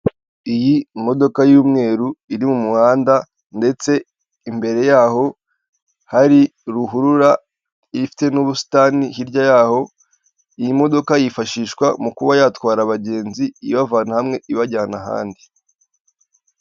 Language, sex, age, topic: Kinyarwanda, male, 18-24, government